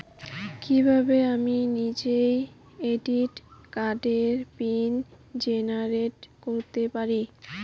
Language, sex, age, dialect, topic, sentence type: Bengali, female, 18-24, Rajbangshi, banking, question